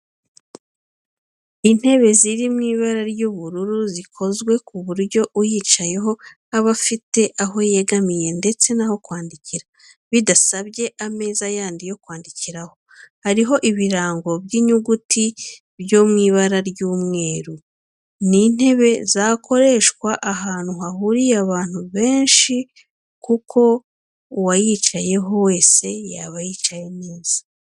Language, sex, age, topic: Kinyarwanda, female, 36-49, education